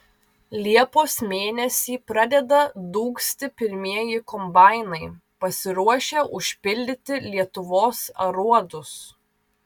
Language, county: Lithuanian, Vilnius